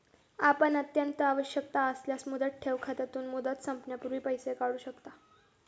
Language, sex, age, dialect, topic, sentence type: Marathi, female, 18-24, Standard Marathi, banking, statement